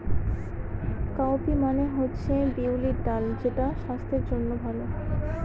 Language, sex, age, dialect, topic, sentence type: Bengali, female, 60-100, Northern/Varendri, agriculture, statement